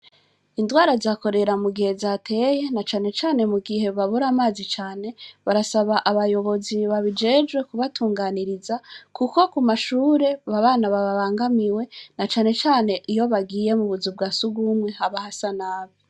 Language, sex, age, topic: Rundi, female, 25-35, education